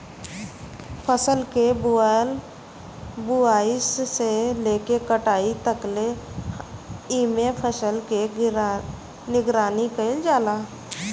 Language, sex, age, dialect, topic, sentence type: Bhojpuri, female, 60-100, Northern, agriculture, statement